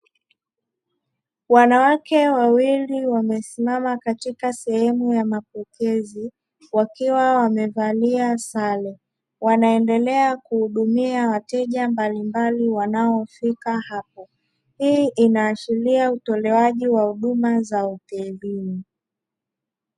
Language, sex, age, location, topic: Swahili, male, 36-49, Dar es Salaam, finance